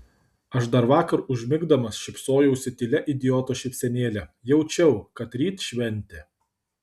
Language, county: Lithuanian, Kaunas